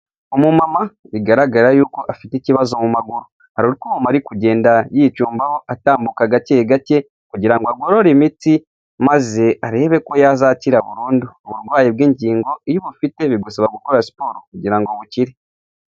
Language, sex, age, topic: Kinyarwanda, male, 18-24, health